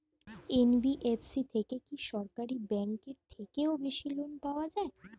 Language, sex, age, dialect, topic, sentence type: Bengali, female, 25-30, Standard Colloquial, banking, question